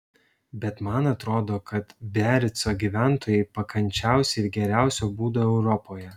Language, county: Lithuanian, Šiauliai